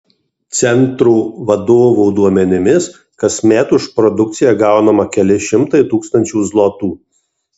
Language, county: Lithuanian, Marijampolė